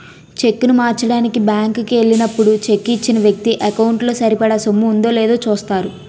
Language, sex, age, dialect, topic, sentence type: Telugu, female, 18-24, Utterandhra, banking, statement